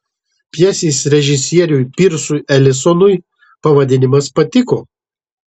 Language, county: Lithuanian, Marijampolė